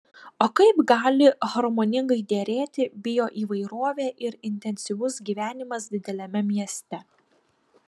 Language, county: Lithuanian, Panevėžys